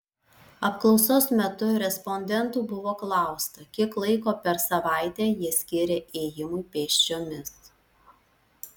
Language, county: Lithuanian, Alytus